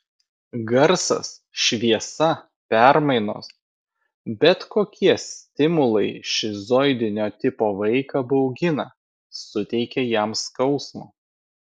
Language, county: Lithuanian, Vilnius